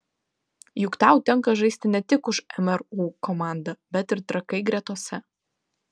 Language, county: Lithuanian, Vilnius